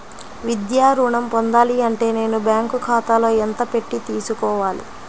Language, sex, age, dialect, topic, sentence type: Telugu, female, 25-30, Central/Coastal, banking, question